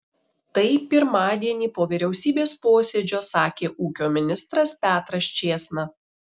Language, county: Lithuanian, Šiauliai